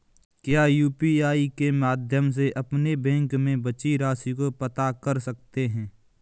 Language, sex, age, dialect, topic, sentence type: Hindi, male, 25-30, Kanauji Braj Bhasha, banking, question